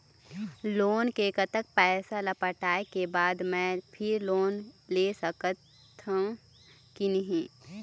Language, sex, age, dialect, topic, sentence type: Chhattisgarhi, female, 25-30, Eastern, banking, question